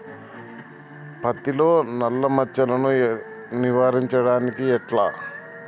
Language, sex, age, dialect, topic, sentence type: Telugu, male, 31-35, Telangana, agriculture, question